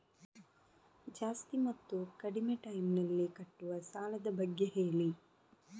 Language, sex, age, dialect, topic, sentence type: Kannada, female, 25-30, Coastal/Dakshin, banking, question